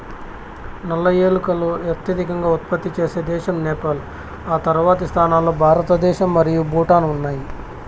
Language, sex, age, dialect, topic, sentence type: Telugu, male, 25-30, Southern, agriculture, statement